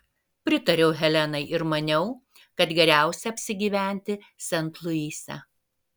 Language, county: Lithuanian, Vilnius